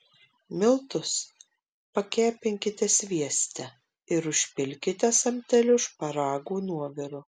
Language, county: Lithuanian, Marijampolė